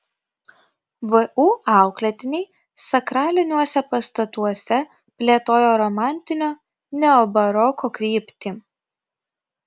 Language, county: Lithuanian, Kaunas